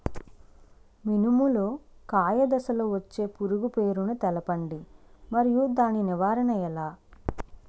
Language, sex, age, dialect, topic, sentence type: Telugu, female, 25-30, Utterandhra, agriculture, question